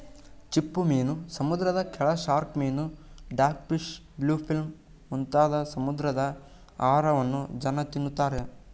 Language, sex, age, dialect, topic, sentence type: Kannada, male, 18-24, Mysore Kannada, agriculture, statement